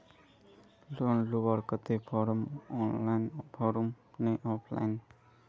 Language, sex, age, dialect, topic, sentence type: Magahi, male, 18-24, Northeastern/Surjapuri, banking, question